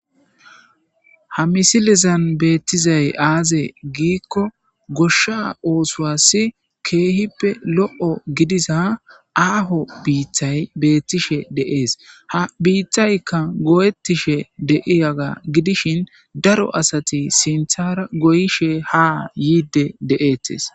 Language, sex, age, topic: Gamo, male, 25-35, agriculture